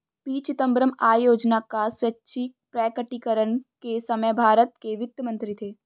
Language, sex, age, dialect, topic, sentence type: Hindi, female, 18-24, Marwari Dhudhari, banking, statement